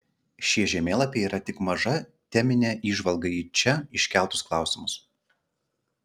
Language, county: Lithuanian, Klaipėda